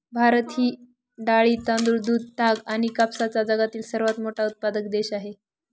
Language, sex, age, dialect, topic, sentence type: Marathi, female, 41-45, Northern Konkan, agriculture, statement